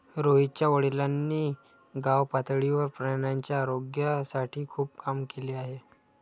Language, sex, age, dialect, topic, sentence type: Marathi, male, 18-24, Standard Marathi, agriculture, statement